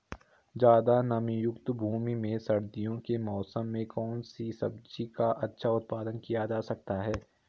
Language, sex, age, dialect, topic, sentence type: Hindi, male, 18-24, Garhwali, agriculture, question